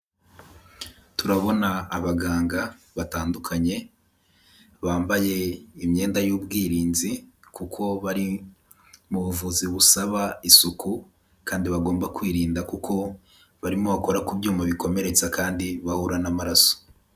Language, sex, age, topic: Kinyarwanda, male, 18-24, health